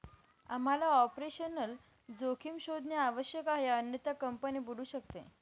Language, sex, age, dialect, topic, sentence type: Marathi, female, 18-24, Northern Konkan, banking, statement